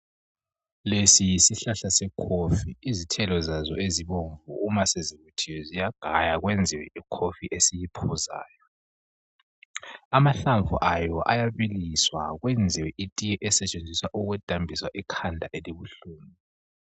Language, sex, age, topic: North Ndebele, male, 18-24, health